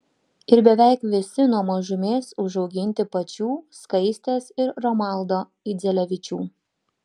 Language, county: Lithuanian, Panevėžys